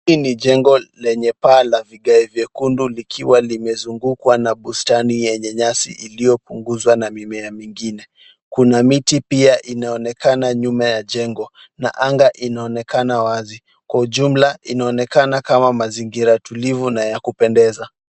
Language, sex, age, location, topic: Swahili, male, 18-24, Kisumu, education